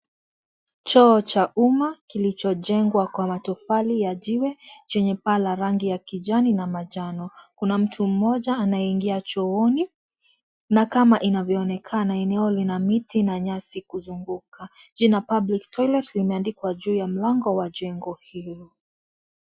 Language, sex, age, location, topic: Swahili, female, 18-24, Kisii, health